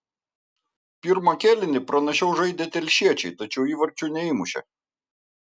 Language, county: Lithuanian, Vilnius